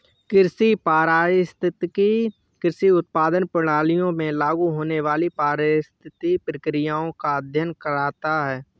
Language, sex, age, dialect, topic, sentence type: Hindi, male, 25-30, Awadhi Bundeli, agriculture, statement